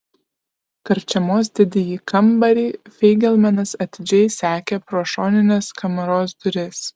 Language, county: Lithuanian, Kaunas